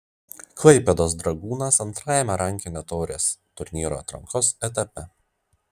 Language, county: Lithuanian, Vilnius